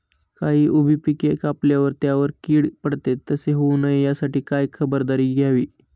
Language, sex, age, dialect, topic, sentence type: Marathi, male, 18-24, Northern Konkan, agriculture, question